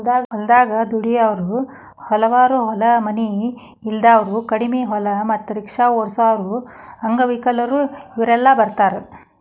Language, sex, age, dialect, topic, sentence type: Kannada, female, 36-40, Dharwad Kannada, agriculture, statement